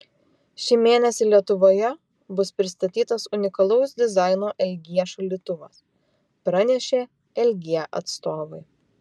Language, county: Lithuanian, Vilnius